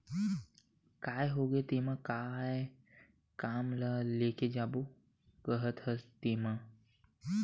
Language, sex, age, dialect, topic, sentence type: Chhattisgarhi, male, 60-100, Western/Budati/Khatahi, banking, statement